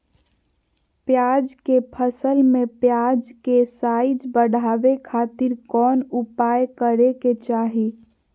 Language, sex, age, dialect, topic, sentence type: Magahi, female, 25-30, Southern, agriculture, question